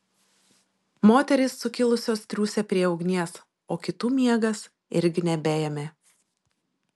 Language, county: Lithuanian, Šiauliai